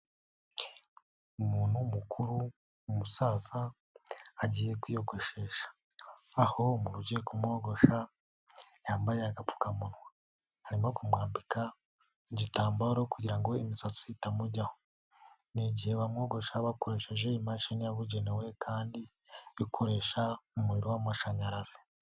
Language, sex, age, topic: Kinyarwanda, male, 18-24, government